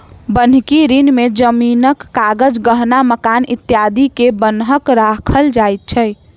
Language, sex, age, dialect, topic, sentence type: Maithili, female, 60-100, Southern/Standard, banking, statement